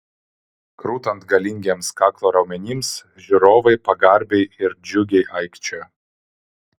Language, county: Lithuanian, Vilnius